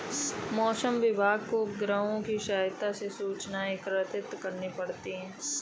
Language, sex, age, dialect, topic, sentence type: Hindi, male, 25-30, Awadhi Bundeli, agriculture, statement